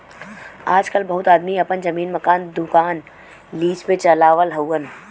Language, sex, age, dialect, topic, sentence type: Bhojpuri, female, 25-30, Western, banking, statement